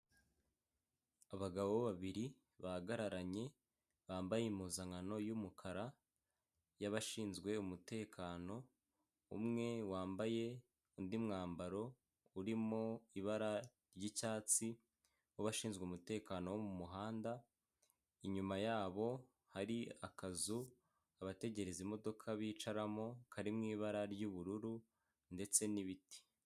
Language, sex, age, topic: Kinyarwanda, male, 18-24, government